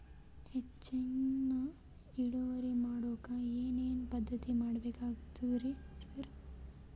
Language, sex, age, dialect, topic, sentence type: Kannada, male, 18-24, Northeastern, agriculture, question